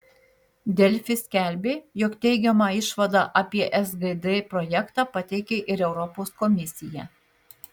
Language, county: Lithuanian, Marijampolė